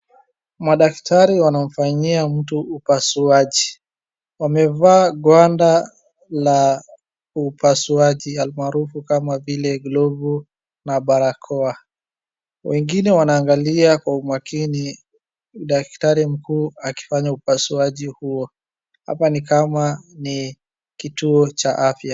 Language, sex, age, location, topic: Swahili, female, 25-35, Wajir, health